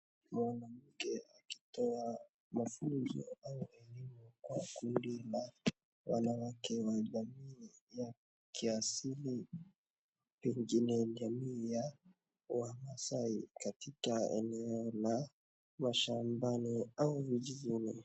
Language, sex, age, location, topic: Swahili, male, 18-24, Wajir, health